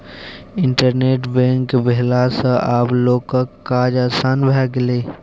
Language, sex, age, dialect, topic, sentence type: Maithili, male, 18-24, Bajjika, banking, statement